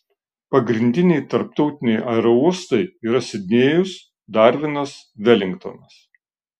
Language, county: Lithuanian, Šiauliai